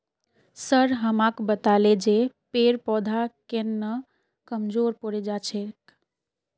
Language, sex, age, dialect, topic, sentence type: Magahi, female, 18-24, Northeastern/Surjapuri, agriculture, statement